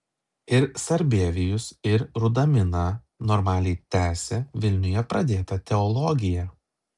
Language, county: Lithuanian, Klaipėda